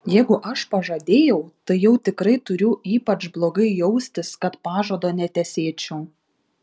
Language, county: Lithuanian, Šiauliai